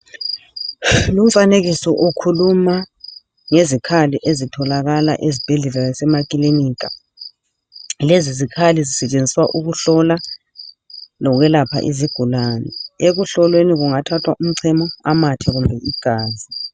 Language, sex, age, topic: North Ndebele, male, 36-49, health